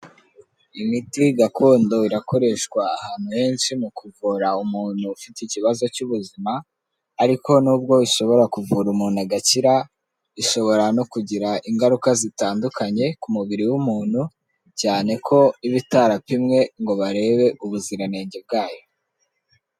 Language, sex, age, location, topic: Kinyarwanda, male, 18-24, Kigali, health